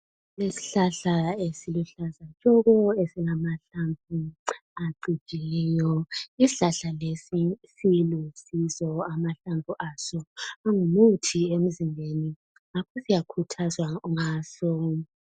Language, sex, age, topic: North Ndebele, female, 25-35, health